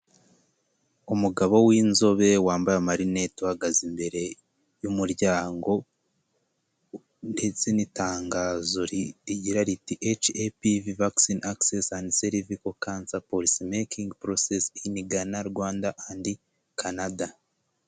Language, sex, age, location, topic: Kinyarwanda, male, 18-24, Huye, health